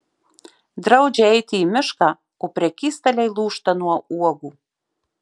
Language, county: Lithuanian, Marijampolė